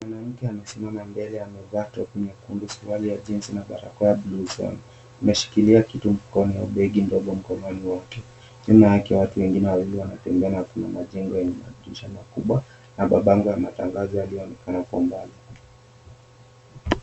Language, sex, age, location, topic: Swahili, male, 18-24, Mombasa, health